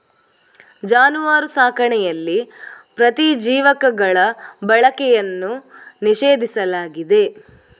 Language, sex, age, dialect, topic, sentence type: Kannada, female, 18-24, Coastal/Dakshin, agriculture, statement